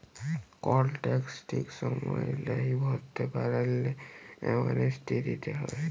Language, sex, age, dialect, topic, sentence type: Bengali, male, 41-45, Jharkhandi, banking, statement